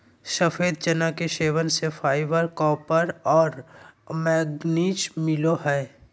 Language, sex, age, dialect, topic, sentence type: Magahi, male, 25-30, Southern, agriculture, statement